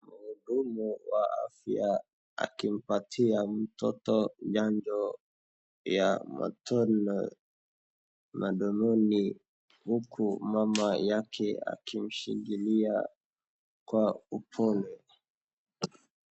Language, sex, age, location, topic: Swahili, male, 18-24, Wajir, health